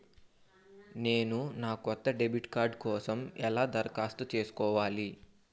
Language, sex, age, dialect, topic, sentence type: Telugu, male, 18-24, Utterandhra, banking, statement